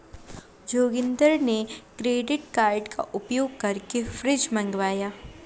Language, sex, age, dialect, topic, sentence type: Hindi, female, 60-100, Awadhi Bundeli, banking, statement